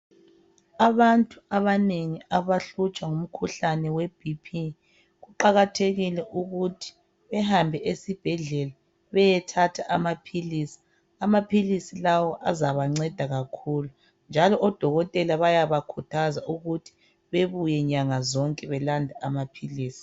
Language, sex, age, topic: North Ndebele, female, 25-35, health